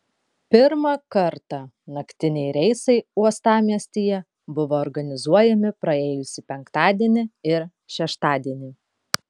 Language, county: Lithuanian, Kaunas